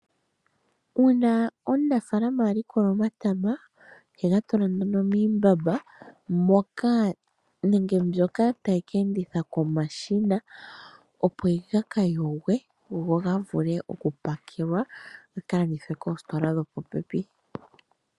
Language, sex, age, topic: Oshiwambo, female, 25-35, agriculture